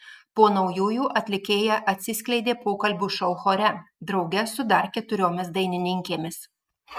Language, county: Lithuanian, Marijampolė